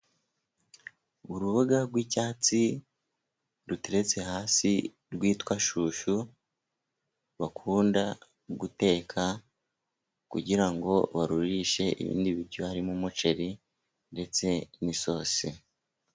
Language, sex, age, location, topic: Kinyarwanda, male, 36-49, Musanze, finance